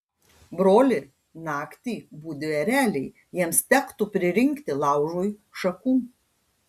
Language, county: Lithuanian, Panevėžys